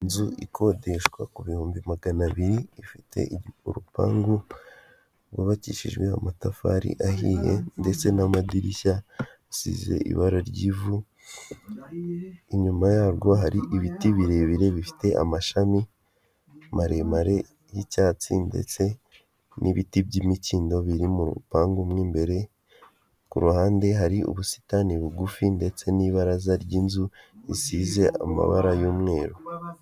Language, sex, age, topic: Kinyarwanda, male, 18-24, finance